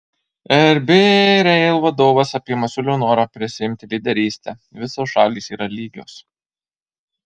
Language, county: Lithuanian, Marijampolė